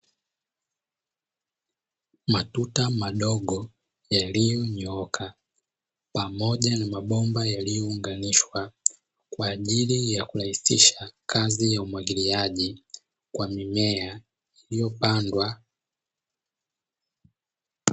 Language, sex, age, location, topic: Swahili, male, 25-35, Dar es Salaam, agriculture